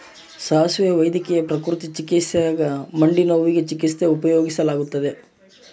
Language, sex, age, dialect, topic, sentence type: Kannada, male, 18-24, Central, agriculture, statement